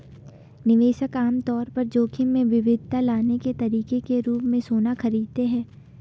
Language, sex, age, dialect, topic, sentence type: Hindi, female, 18-24, Garhwali, banking, statement